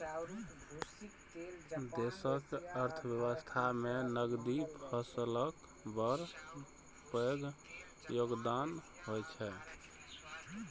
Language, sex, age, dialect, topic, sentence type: Maithili, male, 25-30, Eastern / Thethi, agriculture, statement